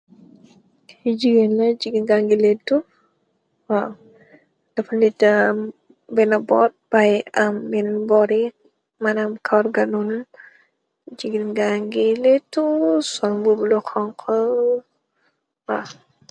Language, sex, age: Wolof, female, 18-24